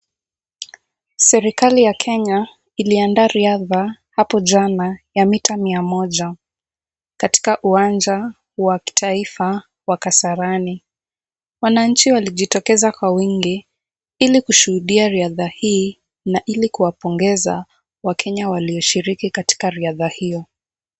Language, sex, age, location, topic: Swahili, female, 18-24, Kisumu, government